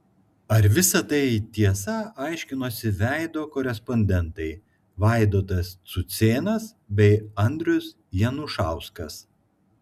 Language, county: Lithuanian, Klaipėda